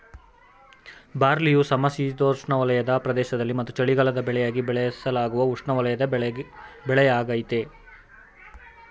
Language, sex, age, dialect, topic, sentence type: Kannada, male, 18-24, Mysore Kannada, agriculture, statement